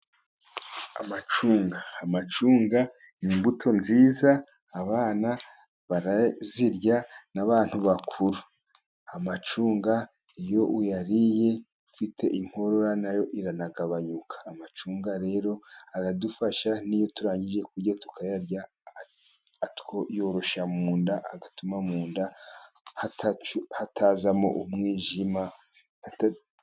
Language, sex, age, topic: Kinyarwanda, male, 50+, agriculture